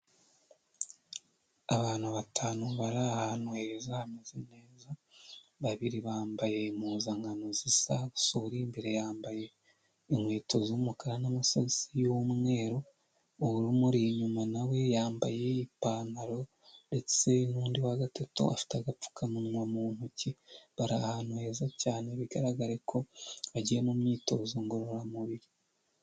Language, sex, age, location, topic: Kinyarwanda, male, 25-35, Huye, health